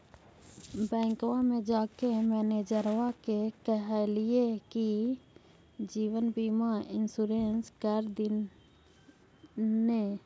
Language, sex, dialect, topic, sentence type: Magahi, female, Central/Standard, banking, question